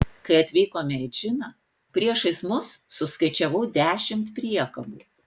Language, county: Lithuanian, Panevėžys